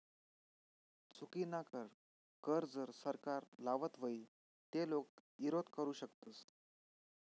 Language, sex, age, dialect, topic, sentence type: Marathi, male, 25-30, Northern Konkan, banking, statement